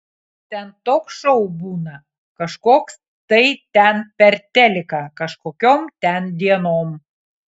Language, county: Lithuanian, Kaunas